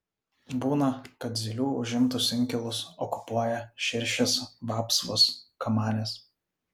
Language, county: Lithuanian, Vilnius